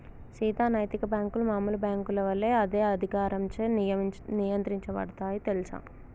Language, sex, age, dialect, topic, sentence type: Telugu, male, 18-24, Telangana, banking, statement